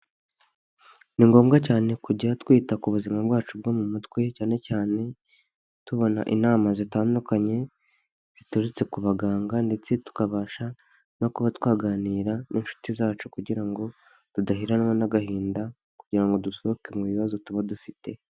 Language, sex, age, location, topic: Kinyarwanda, male, 25-35, Huye, health